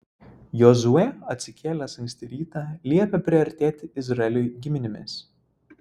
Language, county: Lithuanian, Vilnius